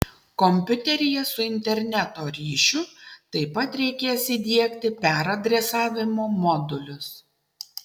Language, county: Lithuanian, Utena